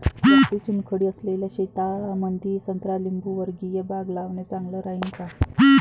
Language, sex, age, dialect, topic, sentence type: Marathi, female, 25-30, Varhadi, agriculture, question